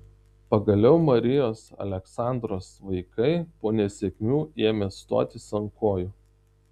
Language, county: Lithuanian, Tauragė